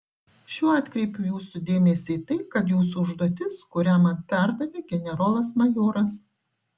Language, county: Lithuanian, Šiauliai